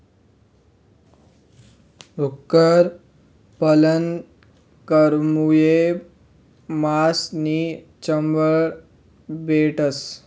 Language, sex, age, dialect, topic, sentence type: Marathi, male, 18-24, Northern Konkan, agriculture, statement